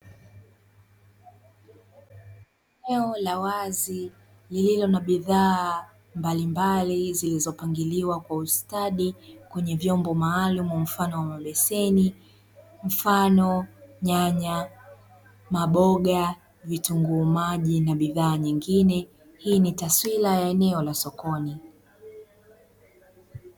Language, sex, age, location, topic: Swahili, female, 25-35, Dar es Salaam, finance